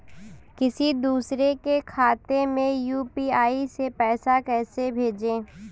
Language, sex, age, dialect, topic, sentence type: Hindi, female, 18-24, Kanauji Braj Bhasha, banking, question